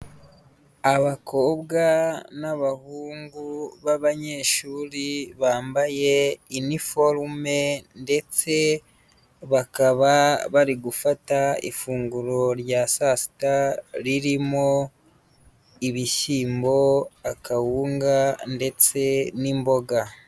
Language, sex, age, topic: Kinyarwanda, female, 18-24, health